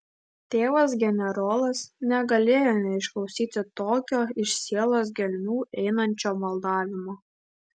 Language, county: Lithuanian, Klaipėda